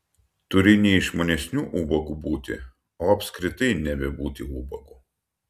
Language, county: Lithuanian, Utena